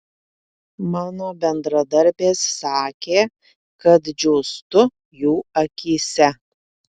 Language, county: Lithuanian, Panevėžys